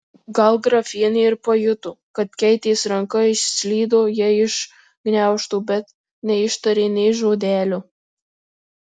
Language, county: Lithuanian, Marijampolė